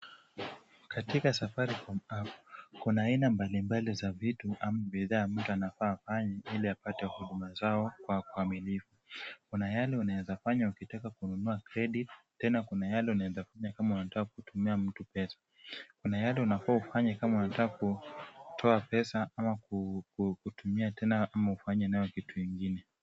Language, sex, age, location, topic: Swahili, male, 25-35, Kisumu, finance